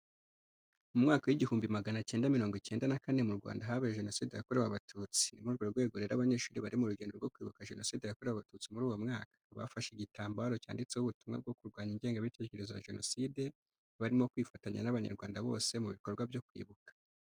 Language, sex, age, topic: Kinyarwanda, male, 25-35, education